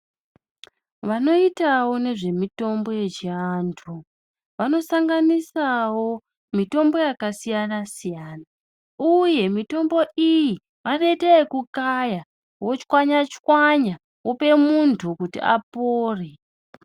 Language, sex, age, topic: Ndau, male, 25-35, health